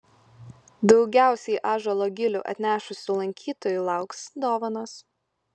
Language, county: Lithuanian, Klaipėda